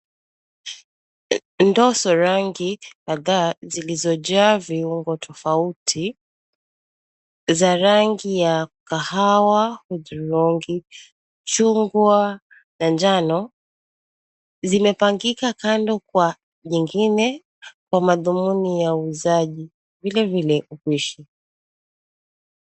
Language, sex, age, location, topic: Swahili, female, 25-35, Mombasa, agriculture